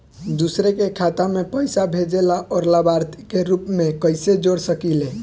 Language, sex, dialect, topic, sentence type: Bhojpuri, male, Southern / Standard, banking, question